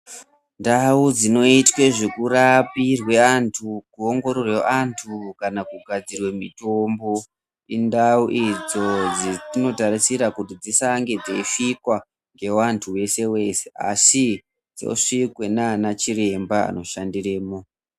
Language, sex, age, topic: Ndau, female, 25-35, health